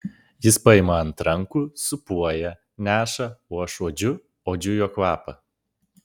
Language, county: Lithuanian, Vilnius